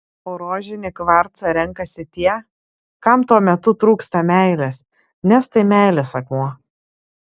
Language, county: Lithuanian, Klaipėda